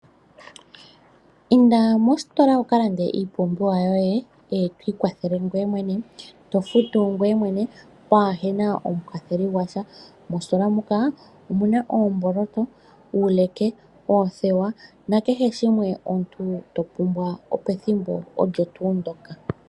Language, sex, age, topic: Oshiwambo, female, 25-35, finance